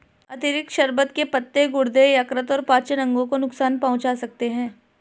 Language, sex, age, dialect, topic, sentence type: Hindi, male, 31-35, Hindustani Malvi Khadi Boli, agriculture, statement